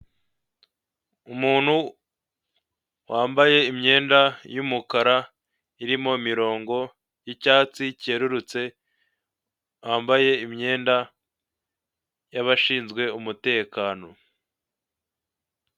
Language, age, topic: Kinyarwanda, 18-24, government